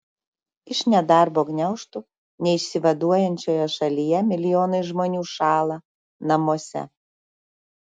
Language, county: Lithuanian, Šiauliai